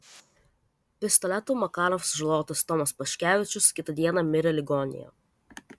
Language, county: Lithuanian, Vilnius